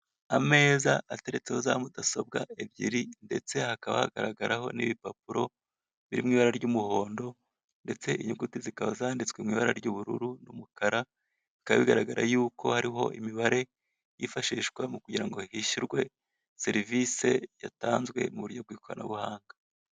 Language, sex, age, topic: Kinyarwanda, male, 25-35, finance